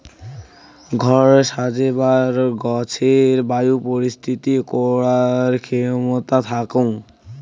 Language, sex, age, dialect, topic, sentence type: Bengali, male, <18, Rajbangshi, agriculture, statement